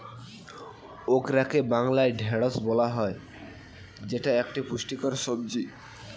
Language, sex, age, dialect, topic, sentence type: Bengali, male, 18-24, Standard Colloquial, agriculture, statement